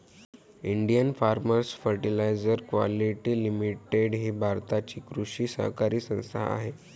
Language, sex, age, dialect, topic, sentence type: Marathi, male, 18-24, Varhadi, agriculture, statement